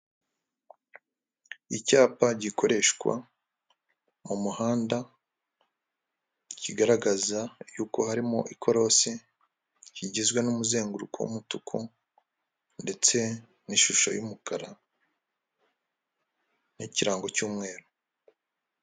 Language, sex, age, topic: Kinyarwanda, male, 25-35, government